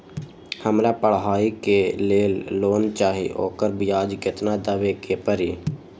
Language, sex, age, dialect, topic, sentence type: Magahi, female, 18-24, Western, banking, question